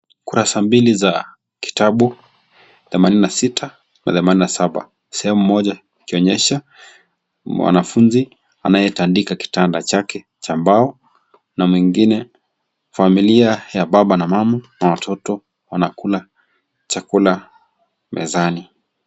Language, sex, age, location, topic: Swahili, male, 25-35, Kisii, education